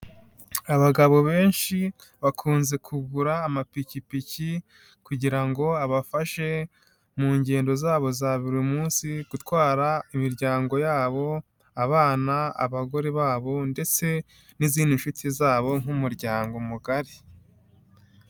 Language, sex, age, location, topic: Kinyarwanda, male, 18-24, Nyagatare, finance